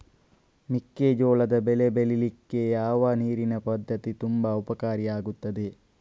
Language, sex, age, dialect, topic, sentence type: Kannada, male, 31-35, Coastal/Dakshin, agriculture, question